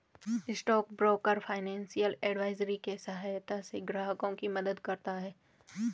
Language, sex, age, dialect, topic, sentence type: Hindi, female, 18-24, Garhwali, banking, statement